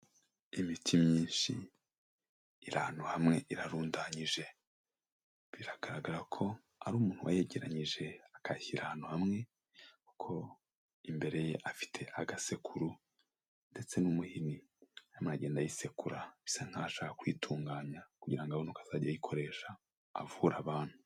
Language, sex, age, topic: Kinyarwanda, male, 25-35, health